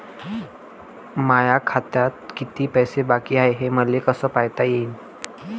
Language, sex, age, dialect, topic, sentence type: Marathi, male, <18, Varhadi, banking, question